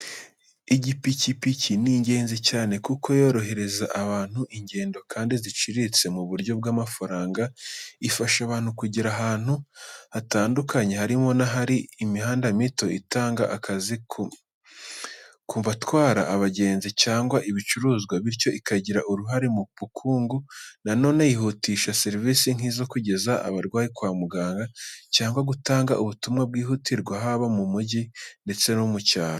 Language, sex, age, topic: Kinyarwanda, male, 18-24, education